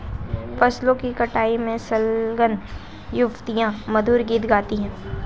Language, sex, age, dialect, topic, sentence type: Hindi, female, 18-24, Hindustani Malvi Khadi Boli, agriculture, statement